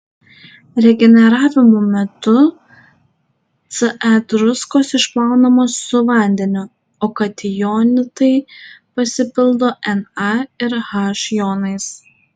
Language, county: Lithuanian, Tauragė